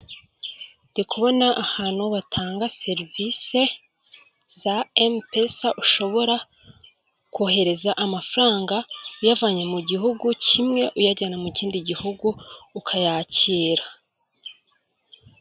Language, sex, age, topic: Kinyarwanda, female, 25-35, finance